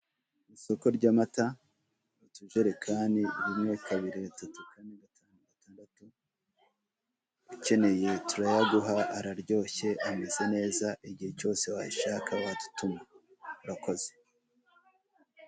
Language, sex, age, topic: Kinyarwanda, male, 36-49, finance